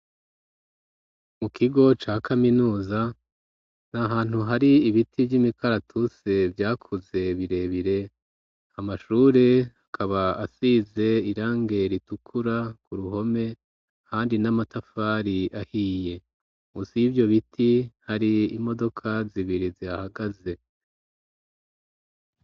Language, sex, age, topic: Rundi, male, 36-49, education